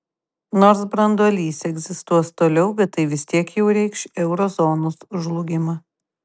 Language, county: Lithuanian, Kaunas